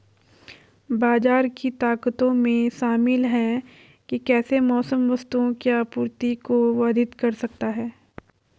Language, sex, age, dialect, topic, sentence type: Hindi, female, 46-50, Garhwali, banking, statement